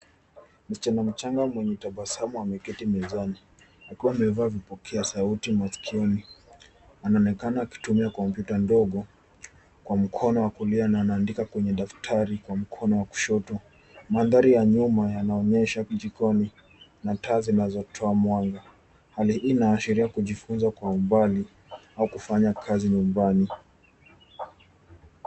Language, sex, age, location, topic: Swahili, male, 18-24, Nairobi, education